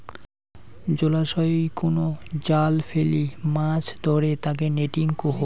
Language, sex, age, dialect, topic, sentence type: Bengali, male, 31-35, Rajbangshi, agriculture, statement